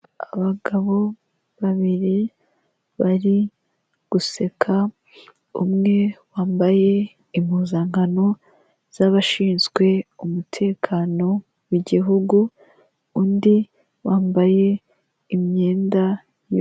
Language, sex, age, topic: Kinyarwanda, female, 18-24, government